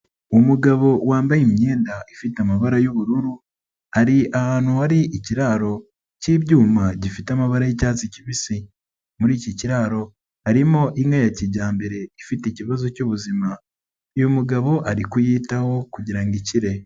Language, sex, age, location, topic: Kinyarwanda, male, 36-49, Nyagatare, agriculture